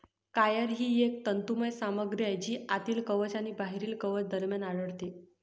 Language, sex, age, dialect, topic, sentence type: Marathi, female, 60-100, Northern Konkan, agriculture, statement